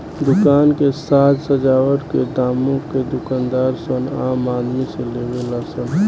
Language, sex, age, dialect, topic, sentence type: Bhojpuri, male, 18-24, Southern / Standard, agriculture, statement